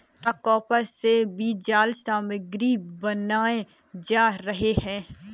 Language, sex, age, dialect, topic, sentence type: Hindi, female, 18-24, Kanauji Braj Bhasha, agriculture, statement